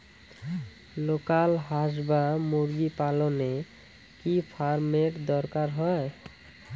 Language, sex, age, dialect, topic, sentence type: Bengali, male, 18-24, Rajbangshi, agriculture, question